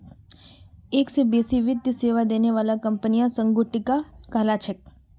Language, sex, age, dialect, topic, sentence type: Magahi, female, 25-30, Northeastern/Surjapuri, banking, statement